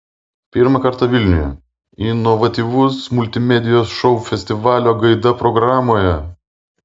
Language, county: Lithuanian, Vilnius